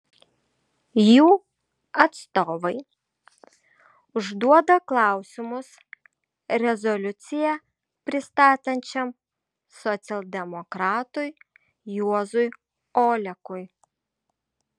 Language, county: Lithuanian, Šiauliai